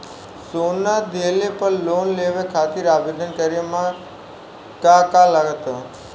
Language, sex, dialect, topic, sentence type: Bhojpuri, male, Southern / Standard, banking, question